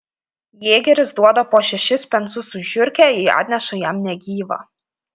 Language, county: Lithuanian, Panevėžys